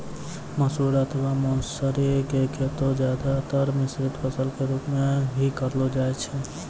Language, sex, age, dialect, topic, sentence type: Maithili, male, 18-24, Angika, agriculture, statement